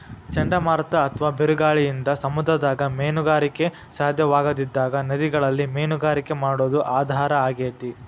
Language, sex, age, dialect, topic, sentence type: Kannada, male, 18-24, Dharwad Kannada, agriculture, statement